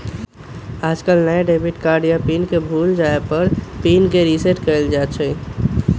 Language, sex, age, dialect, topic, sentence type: Magahi, male, 18-24, Western, banking, statement